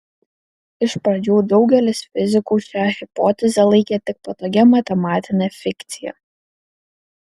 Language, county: Lithuanian, Kaunas